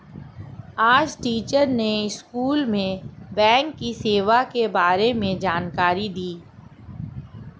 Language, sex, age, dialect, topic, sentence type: Hindi, female, 41-45, Marwari Dhudhari, banking, statement